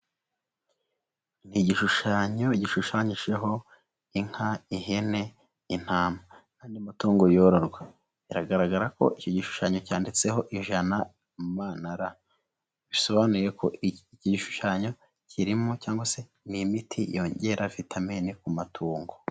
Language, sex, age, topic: Kinyarwanda, male, 18-24, health